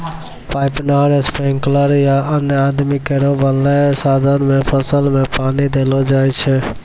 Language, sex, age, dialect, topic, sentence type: Maithili, male, 25-30, Angika, agriculture, statement